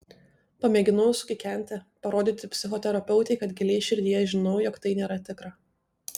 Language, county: Lithuanian, Tauragė